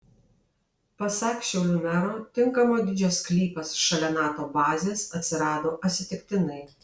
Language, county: Lithuanian, Alytus